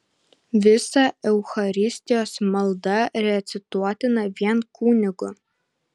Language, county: Lithuanian, Panevėžys